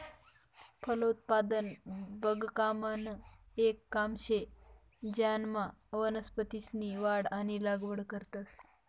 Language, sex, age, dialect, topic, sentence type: Marathi, female, 18-24, Northern Konkan, agriculture, statement